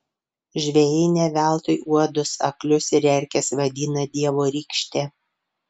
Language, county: Lithuanian, Panevėžys